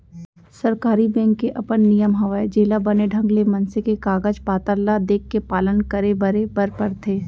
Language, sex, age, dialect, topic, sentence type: Chhattisgarhi, female, 18-24, Central, banking, statement